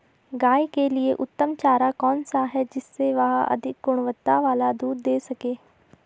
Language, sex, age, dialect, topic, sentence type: Hindi, female, 18-24, Garhwali, agriculture, question